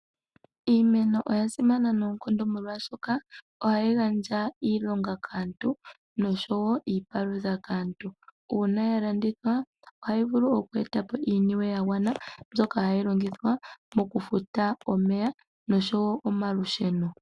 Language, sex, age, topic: Oshiwambo, female, 18-24, agriculture